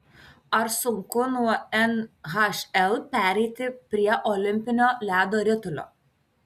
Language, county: Lithuanian, Kaunas